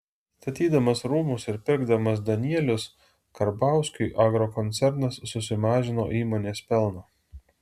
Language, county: Lithuanian, Alytus